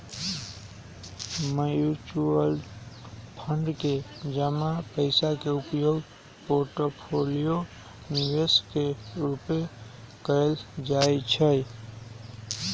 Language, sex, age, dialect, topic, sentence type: Magahi, male, 18-24, Western, banking, statement